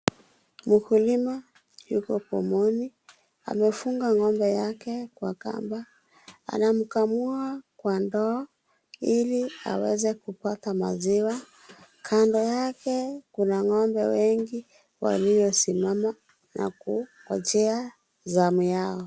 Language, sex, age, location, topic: Swahili, female, 25-35, Kisii, agriculture